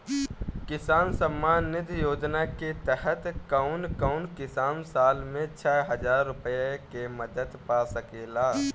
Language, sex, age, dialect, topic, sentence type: Bhojpuri, male, 18-24, Northern, agriculture, question